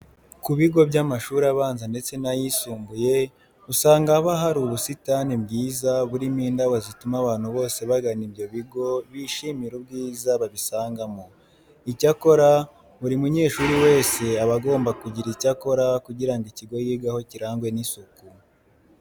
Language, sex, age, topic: Kinyarwanda, male, 18-24, education